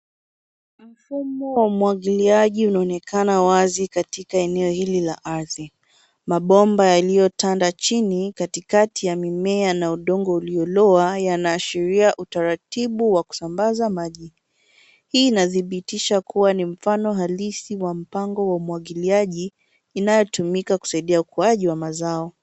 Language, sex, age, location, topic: Swahili, female, 18-24, Nairobi, agriculture